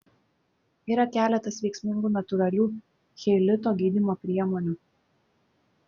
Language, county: Lithuanian, Klaipėda